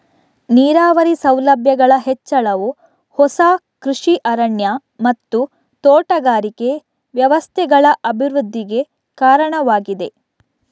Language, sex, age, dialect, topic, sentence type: Kannada, female, 56-60, Coastal/Dakshin, agriculture, statement